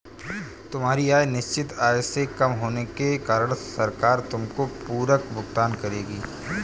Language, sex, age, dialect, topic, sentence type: Hindi, male, 31-35, Kanauji Braj Bhasha, banking, statement